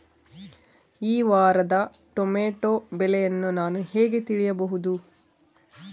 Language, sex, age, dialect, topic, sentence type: Kannada, female, 36-40, Central, agriculture, question